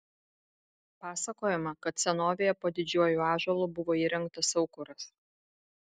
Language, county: Lithuanian, Vilnius